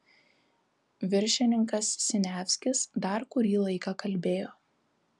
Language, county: Lithuanian, Kaunas